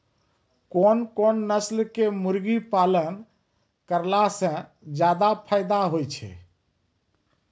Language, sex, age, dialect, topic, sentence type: Maithili, male, 36-40, Angika, agriculture, question